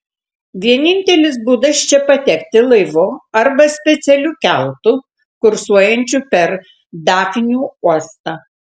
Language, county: Lithuanian, Tauragė